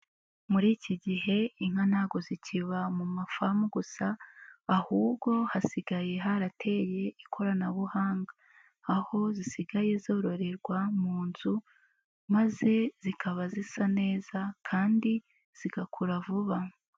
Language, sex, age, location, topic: Kinyarwanda, female, 18-24, Nyagatare, agriculture